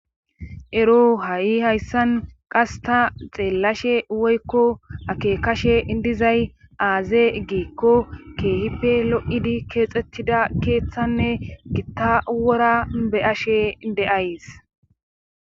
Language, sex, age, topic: Gamo, female, 18-24, government